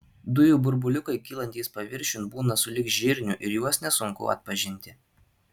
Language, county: Lithuanian, Alytus